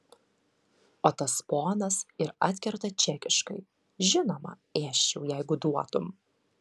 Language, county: Lithuanian, Vilnius